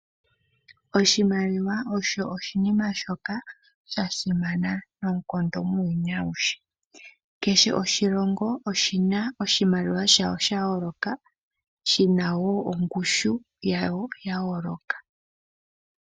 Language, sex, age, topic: Oshiwambo, female, 18-24, finance